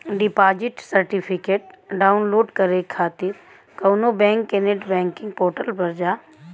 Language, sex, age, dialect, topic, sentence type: Bhojpuri, female, 31-35, Western, banking, statement